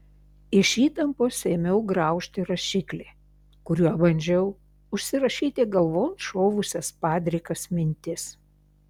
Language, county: Lithuanian, Šiauliai